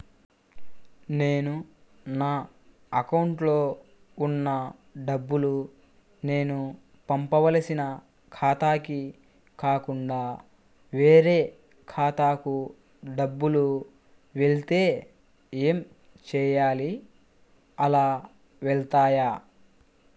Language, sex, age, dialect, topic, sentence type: Telugu, male, 41-45, Central/Coastal, banking, question